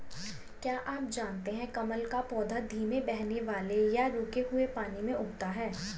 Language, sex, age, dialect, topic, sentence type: Hindi, female, 18-24, Hindustani Malvi Khadi Boli, agriculture, statement